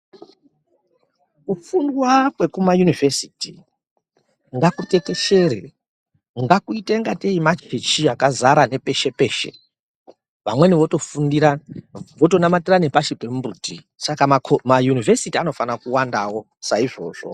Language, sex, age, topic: Ndau, male, 36-49, education